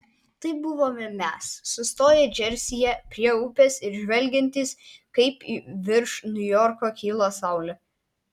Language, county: Lithuanian, Vilnius